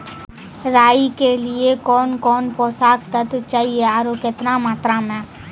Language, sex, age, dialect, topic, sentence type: Maithili, female, 18-24, Angika, agriculture, question